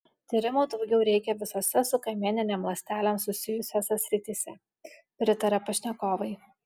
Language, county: Lithuanian, Alytus